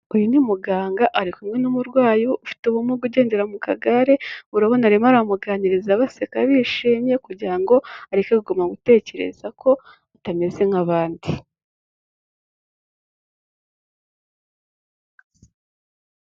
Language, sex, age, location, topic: Kinyarwanda, female, 18-24, Kigali, health